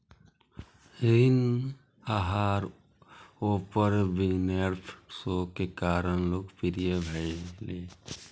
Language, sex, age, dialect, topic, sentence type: Maithili, male, 25-30, Eastern / Thethi, banking, statement